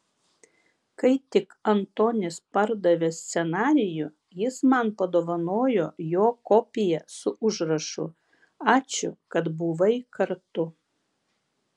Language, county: Lithuanian, Vilnius